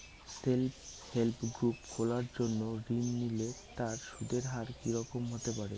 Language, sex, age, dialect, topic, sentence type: Bengali, male, 18-24, Northern/Varendri, banking, question